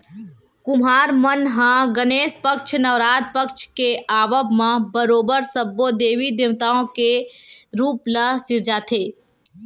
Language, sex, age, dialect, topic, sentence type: Chhattisgarhi, female, 18-24, Western/Budati/Khatahi, banking, statement